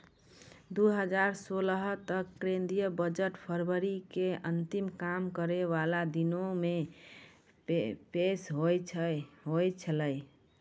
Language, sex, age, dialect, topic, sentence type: Maithili, female, 60-100, Angika, banking, statement